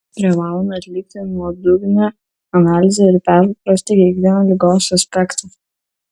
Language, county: Lithuanian, Kaunas